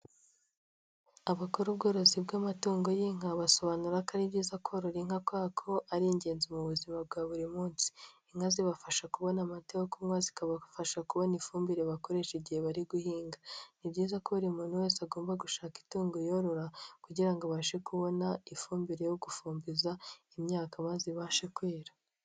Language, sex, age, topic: Kinyarwanda, female, 18-24, agriculture